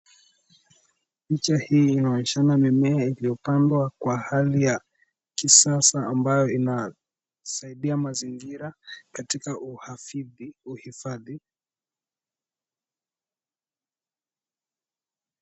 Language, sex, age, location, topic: Swahili, male, 18-24, Nairobi, agriculture